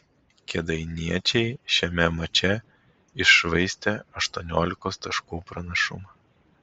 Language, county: Lithuanian, Vilnius